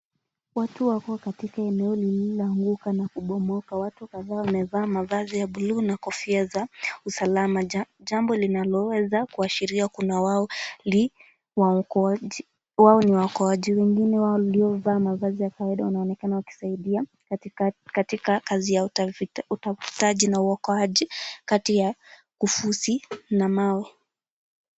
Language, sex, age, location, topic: Swahili, female, 18-24, Kisumu, health